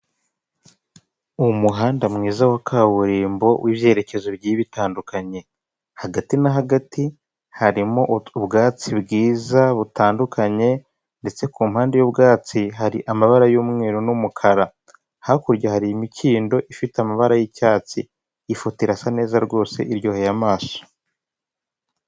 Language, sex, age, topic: Kinyarwanda, male, 25-35, government